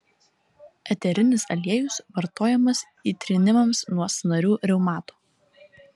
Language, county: Lithuanian, Vilnius